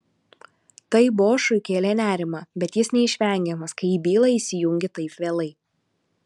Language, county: Lithuanian, Alytus